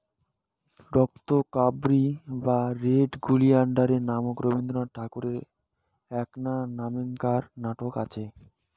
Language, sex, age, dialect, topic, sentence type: Bengali, male, 18-24, Rajbangshi, agriculture, statement